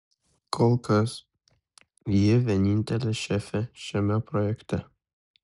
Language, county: Lithuanian, Kaunas